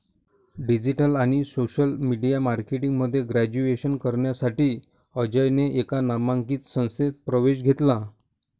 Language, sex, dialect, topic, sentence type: Marathi, male, Varhadi, banking, statement